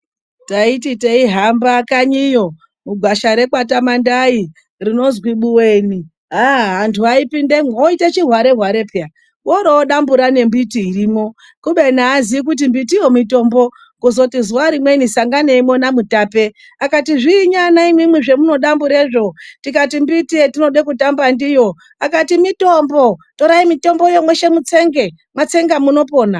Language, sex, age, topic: Ndau, female, 36-49, health